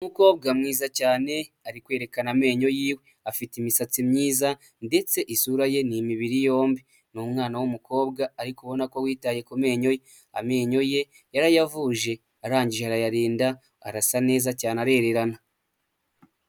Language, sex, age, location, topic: Kinyarwanda, male, 18-24, Huye, health